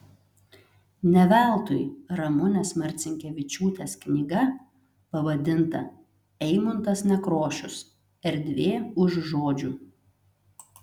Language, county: Lithuanian, Telšiai